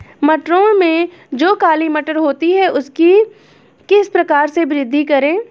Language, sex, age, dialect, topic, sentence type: Hindi, female, 25-30, Awadhi Bundeli, agriculture, question